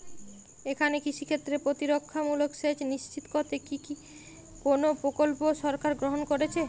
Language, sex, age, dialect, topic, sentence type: Bengali, female, 31-35, Jharkhandi, agriculture, question